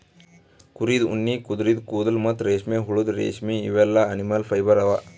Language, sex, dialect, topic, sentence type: Kannada, male, Northeastern, agriculture, statement